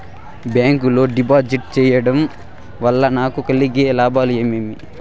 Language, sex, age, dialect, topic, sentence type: Telugu, male, 18-24, Southern, banking, question